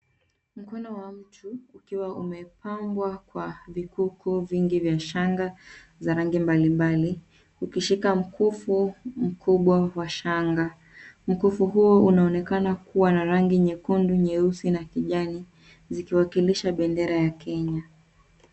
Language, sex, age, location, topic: Swahili, female, 25-35, Nairobi, finance